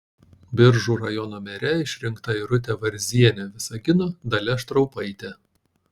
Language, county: Lithuanian, Panevėžys